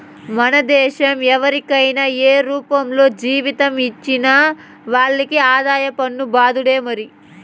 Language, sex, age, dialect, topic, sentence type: Telugu, female, 18-24, Southern, banking, statement